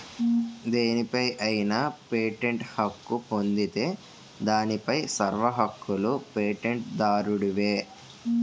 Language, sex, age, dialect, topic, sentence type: Telugu, male, 18-24, Utterandhra, banking, statement